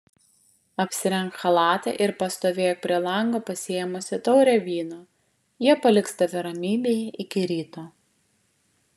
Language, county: Lithuanian, Vilnius